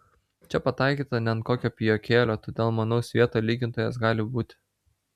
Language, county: Lithuanian, Vilnius